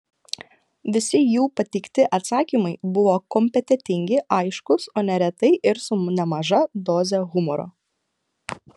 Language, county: Lithuanian, Klaipėda